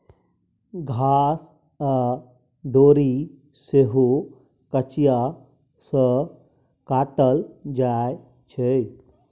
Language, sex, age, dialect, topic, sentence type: Maithili, male, 18-24, Bajjika, agriculture, statement